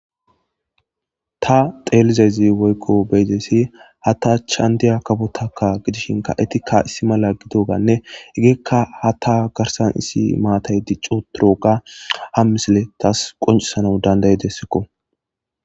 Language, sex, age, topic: Gamo, male, 25-35, government